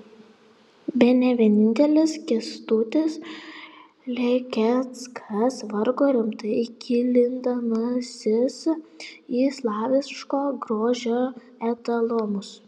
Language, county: Lithuanian, Panevėžys